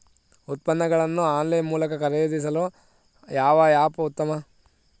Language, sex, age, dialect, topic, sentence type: Kannada, male, 25-30, Central, agriculture, question